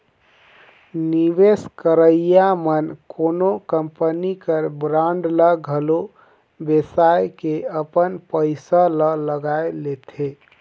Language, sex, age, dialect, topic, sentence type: Chhattisgarhi, male, 56-60, Northern/Bhandar, banking, statement